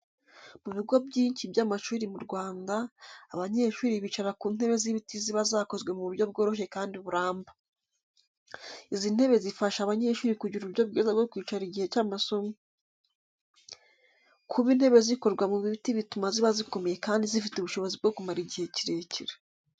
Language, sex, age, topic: Kinyarwanda, female, 18-24, education